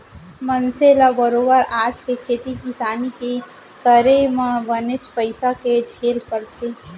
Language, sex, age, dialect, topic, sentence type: Chhattisgarhi, female, 18-24, Central, banking, statement